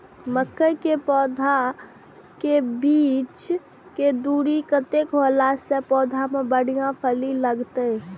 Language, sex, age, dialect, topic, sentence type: Maithili, male, 36-40, Eastern / Thethi, agriculture, question